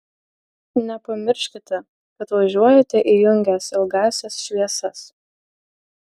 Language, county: Lithuanian, Utena